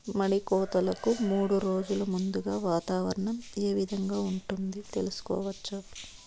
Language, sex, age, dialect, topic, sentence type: Telugu, female, 25-30, Southern, agriculture, question